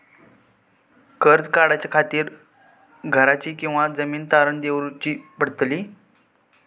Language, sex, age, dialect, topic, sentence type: Marathi, male, 18-24, Southern Konkan, banking, question